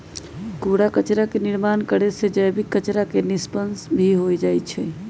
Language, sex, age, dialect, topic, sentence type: Magahi, female, 25-30, Western, agriculture, statement